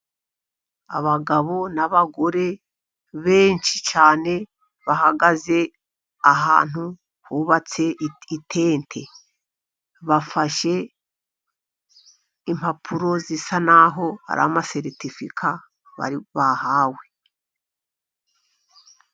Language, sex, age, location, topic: Kinyarwanda, female, 50+, Musanze, government